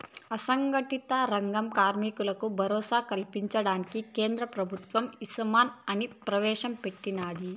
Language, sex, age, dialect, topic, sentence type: Telugu, female, 18-24, Southern, banking, statement